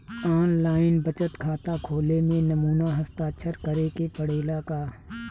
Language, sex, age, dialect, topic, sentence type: Bhojpuri, male, 36-40, Southern / Standard, banking, question